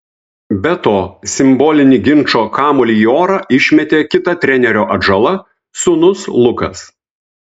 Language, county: Lithuanian, Vilnius